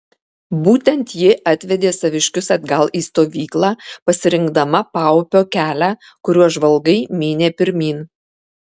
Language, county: Lithuanian, Kaunas